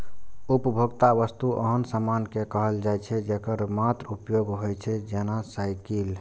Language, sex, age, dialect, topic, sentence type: Maithili, male, 18-24, Eastern / Thethi, banking, statement